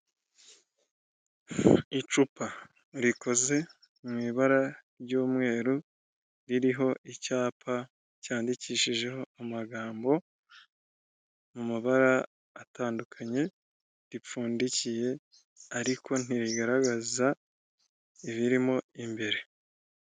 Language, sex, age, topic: Kinyarwanda, male, 18-24, health